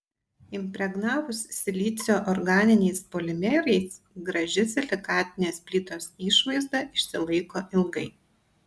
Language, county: Lithuanian, Panevėžys